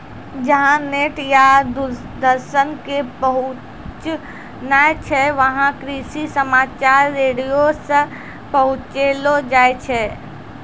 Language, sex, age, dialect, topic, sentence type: Maithili, female, 60-100, Angika, agriculture, statement